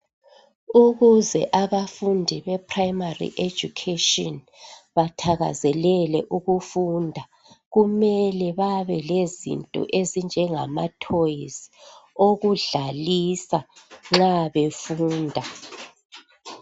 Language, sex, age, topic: North Ndebele, female, 36-49, education